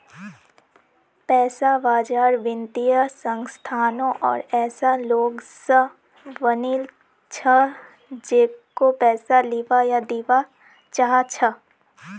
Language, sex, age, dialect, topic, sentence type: Magahi, female, 18-24, Northeastern/Surjapuri, banking, statement